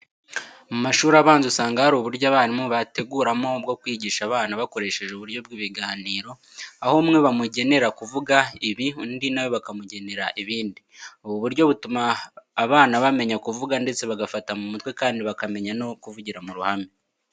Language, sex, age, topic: Kinyarwanda, male, 18-24, education